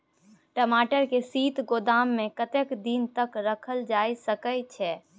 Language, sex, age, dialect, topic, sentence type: Maithili, female, 18-24, Bajjika, agriculture, question